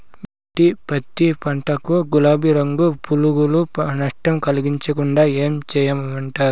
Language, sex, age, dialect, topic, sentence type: Telugu, male, 18-24, Southern, agriculture, question